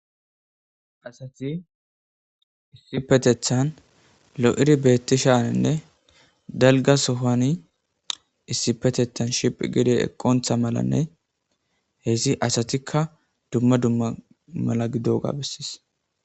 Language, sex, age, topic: Gamo, male, 25-35, government